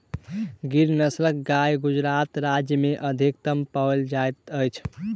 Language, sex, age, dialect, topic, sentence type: Maithili, male, 18-24, Southern/Standard, agriculture, statement